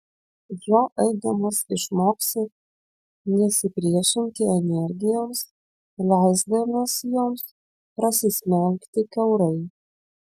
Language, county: Lithuanian, Vilnius